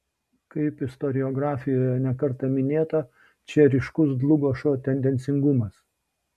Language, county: Lithuanian, Šiauliai